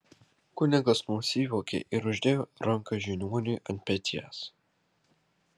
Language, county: Lithuanian, Kaunas